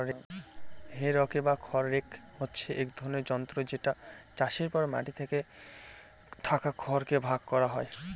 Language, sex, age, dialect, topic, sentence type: Bengali, male, 25-30, Northern/Varendri, agriculture, statement